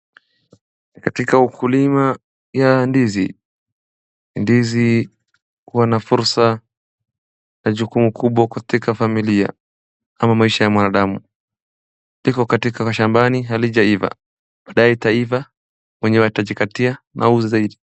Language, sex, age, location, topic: Swahili, male, 18-24, Wajir, agriculture